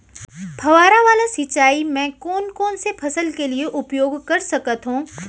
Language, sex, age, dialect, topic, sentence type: Chhattisgarhi, female, 25-30, Central, agriculture, question